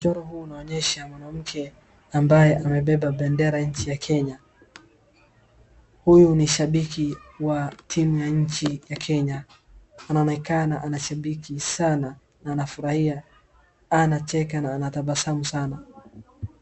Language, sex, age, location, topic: Swahili, male, 18-24, Wajir, government